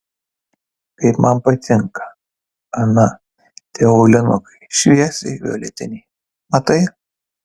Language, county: Lithuanian, Kaunas